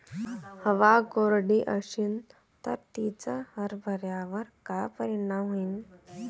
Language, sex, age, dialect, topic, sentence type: Marathi, female, 18-24, Varhadi, agriculture, question